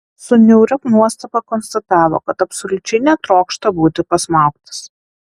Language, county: Lithuanian, Alytus